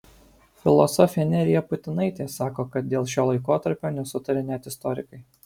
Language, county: Lithuanian, Alytus